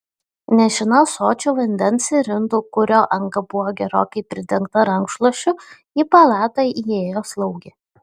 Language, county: Lithuanian, Šiauliai